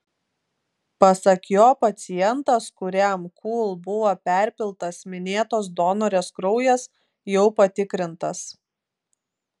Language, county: Lithuanian, Klaipėda